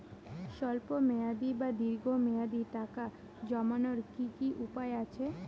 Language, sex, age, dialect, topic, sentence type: Bengali, female, 18-24, Rajbangshi, banking, question